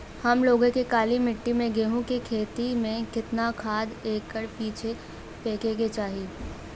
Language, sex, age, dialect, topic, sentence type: Bhojpuri, female, 18-24, Western, agriculture, question